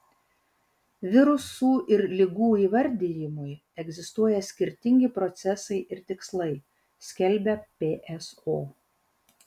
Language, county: Lithuanian, Vilnius